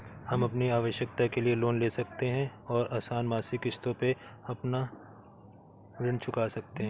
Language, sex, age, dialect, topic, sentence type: Hindi, male, 31-35, Awadhi Bundeli, banking, statement